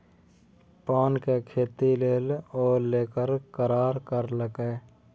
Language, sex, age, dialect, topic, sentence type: Maithili, male, 18-24, Bajjika, banking, statement